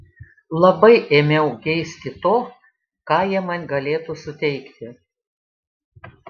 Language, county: Lithuanian, Šiauliai